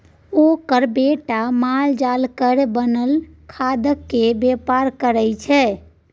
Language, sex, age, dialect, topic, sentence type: Maithili, female, 18-24, Bajjika, agriculture, statement